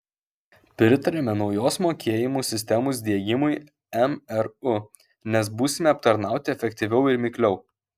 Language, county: Lithuanian, Kaunas